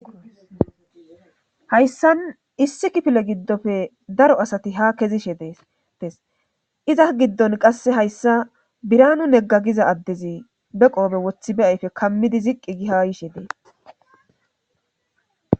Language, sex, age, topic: Gamo, female, 36-49, government